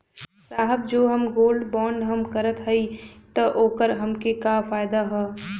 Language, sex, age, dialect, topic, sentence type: Bhojpuri, female, 18-24, Western, banking, question